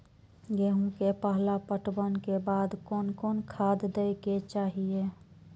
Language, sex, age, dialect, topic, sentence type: Maithili, female, 25-30, Eastern / Thethi, agriculture, question